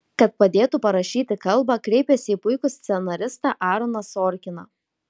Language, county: Lithuanian, Kaunas